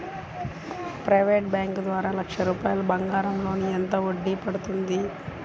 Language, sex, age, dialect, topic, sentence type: Telugu, female, 36-40, Central/Coastal, banking, question